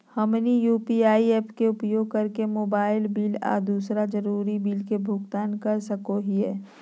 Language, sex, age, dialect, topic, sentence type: Magahi, female, 51-55, Southern, banking, statement